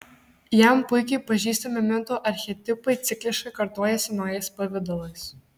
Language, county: Lithuanian, Marijampolė